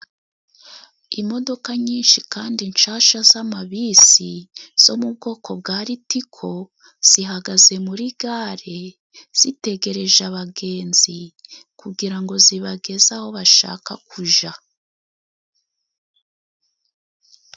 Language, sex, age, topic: Kinyarwanda, female, 36-49, government